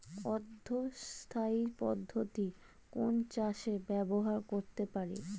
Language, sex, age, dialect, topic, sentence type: Bengali, female, 25-30, Standard Colloquial, agriculture, question